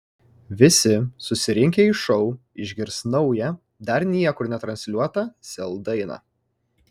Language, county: Lithuanian, Kaunas